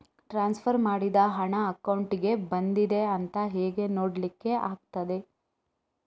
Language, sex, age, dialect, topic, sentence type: Kannada, female, 18-24, Coastal/Dakshin, banking, question